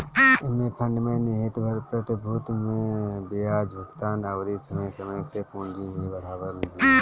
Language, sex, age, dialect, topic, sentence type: Bhojpuri, male, 18-24, Northern, banking, statement